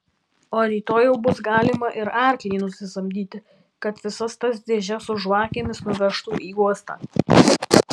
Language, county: Lithuanian, Alytus